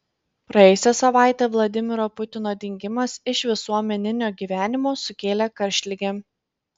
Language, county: Lithuanian, Panevėžys